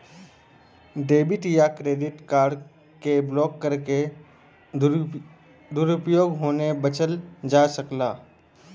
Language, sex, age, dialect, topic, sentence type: Bhojpuri, male, 18-24, Western, banking, statement